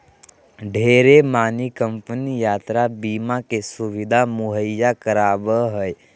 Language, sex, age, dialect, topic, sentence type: Magahi, male, 31-35, Southern, banking, statement